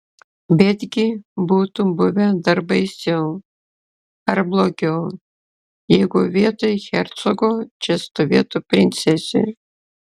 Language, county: Lithuanian, Klaipėda